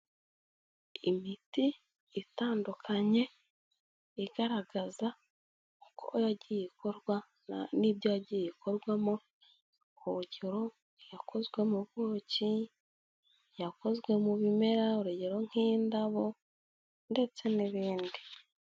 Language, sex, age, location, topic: Kinyarwanda, female, 18-24, Kigali, health